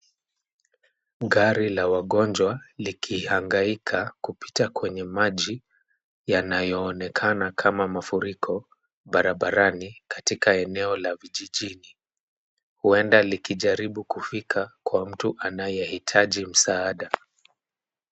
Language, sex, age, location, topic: Swahili, male, 25-35, Nairobi, health